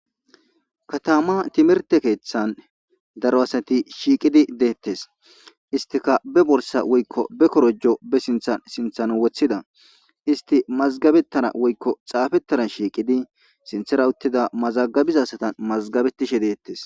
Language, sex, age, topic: Gamo, male, 25-35, government